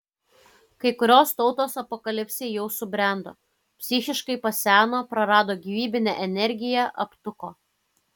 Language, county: Lithuanian, Kaunas